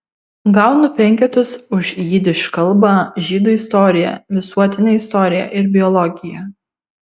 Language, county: Lithuanian, Vilnius